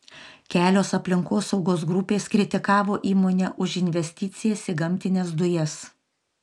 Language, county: Lithuanian, Panevėžys